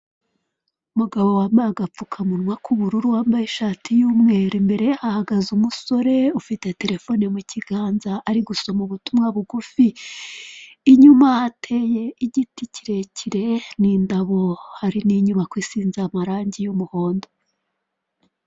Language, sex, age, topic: Kinyarwanda, female, 36-49, government